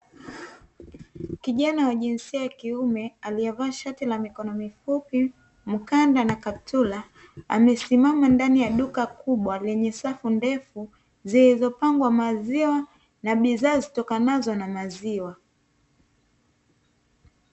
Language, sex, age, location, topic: Swahili, female, 18-24, Dar es Salaam, finance